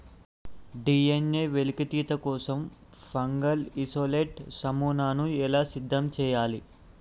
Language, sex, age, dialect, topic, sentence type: Telugu, male, 18-24, Telangana, agriculture, question